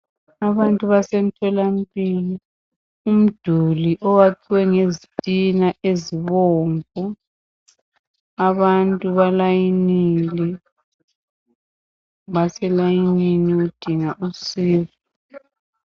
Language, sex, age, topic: North Ndebele, female, 50+, health